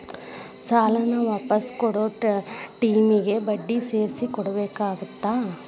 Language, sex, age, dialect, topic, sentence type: Kannada, female, 36-40, Dharwad Kannada, banking, statement